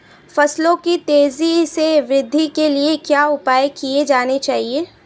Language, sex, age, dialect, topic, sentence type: Hindi, female, 18-24, Marwari Dhudhari, agriculture, question